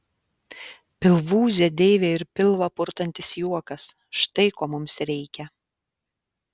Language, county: Lithuanian, Alytus